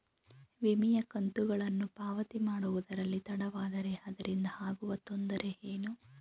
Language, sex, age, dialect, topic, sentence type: Kannada, female, 18-24, Mysore Kannada, banking, question